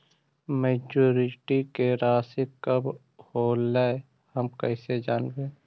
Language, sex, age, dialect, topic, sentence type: Magahi, male, 18-24, Central/Standard, banking, question